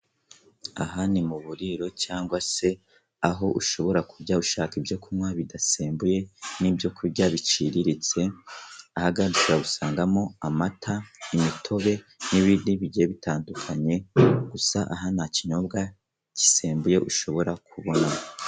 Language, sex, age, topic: Kinyarwanda, male, 18-24, finance